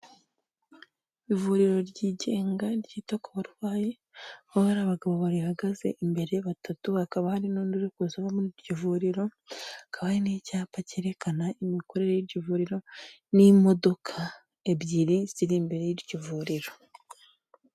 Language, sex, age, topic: Kinyarwanda, female, 25-35, health